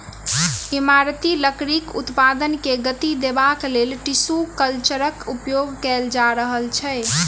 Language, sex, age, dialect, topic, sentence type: Maithili, female, 18-24, Southern/Standard, agriculture, statement